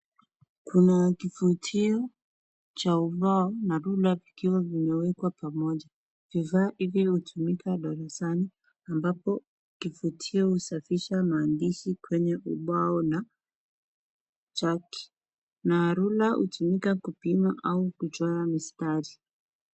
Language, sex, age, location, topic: Swahili, female, 25-35, Nakuru, education